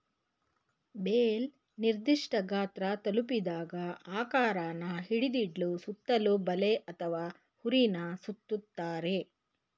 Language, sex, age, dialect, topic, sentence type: Kannada, female, 51-55, Mysore Kannada, agriculture, statement